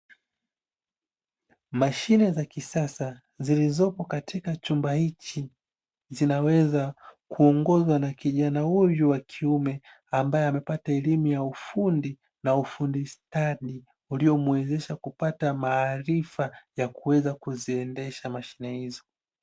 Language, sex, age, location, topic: Swahili, male, 25-35, Dar es Salaam, education